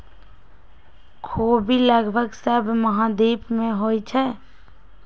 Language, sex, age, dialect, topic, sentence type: Magahi, female, 18-24, Western, agriculture, statement